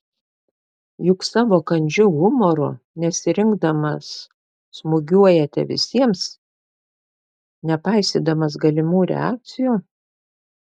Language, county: Lithuanian, Panevėžys